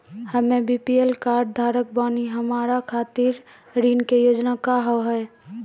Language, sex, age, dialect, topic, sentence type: Maithili, female, 18-24, Angika, banking, question